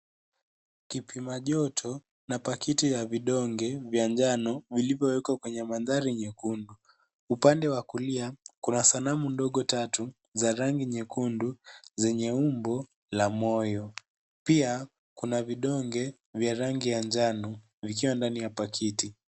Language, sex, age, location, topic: Swahili, male, 18-24, Kisii, health